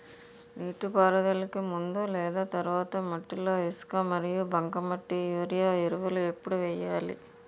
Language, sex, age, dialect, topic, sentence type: Telugu, female, 41-45, Utterandhra, agriculture, question